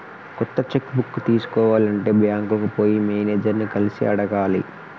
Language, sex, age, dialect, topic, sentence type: Telugu, male, 18-24, Telangana, banking, statement